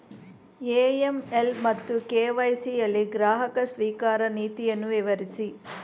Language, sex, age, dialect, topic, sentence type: Kannada, female, 51-55, Mysore Kannada, banking, question